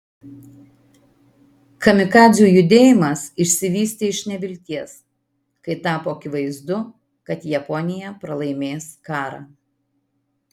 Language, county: Lithuanian, Marijampolė